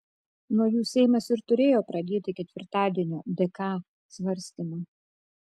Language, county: Lithuanian, Kaunas